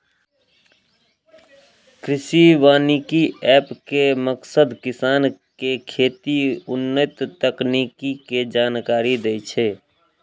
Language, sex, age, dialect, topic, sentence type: Maithili, male, 31-35, Eastern / Thethi, agriculture, statement